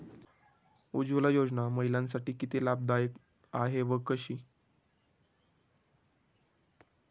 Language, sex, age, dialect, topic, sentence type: Marathi, male, 18-24, Standard Marathi, banking, question